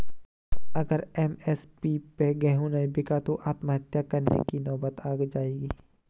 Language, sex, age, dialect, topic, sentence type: Hindi, male, 18-24, Garhwali, agriculture, statement